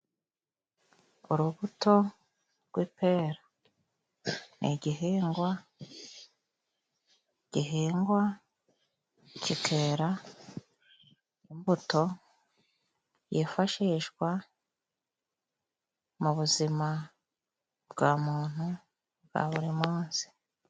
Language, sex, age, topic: Kinyarwanda, female, 36-49, agriculture